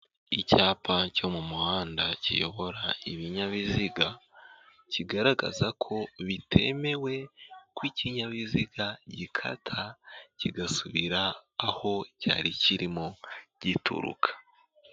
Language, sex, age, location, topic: Kinyarwanda, male, 18-24, Kigali, government